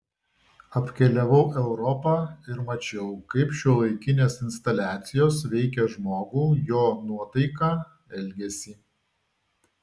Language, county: Lithuanian, Vilnius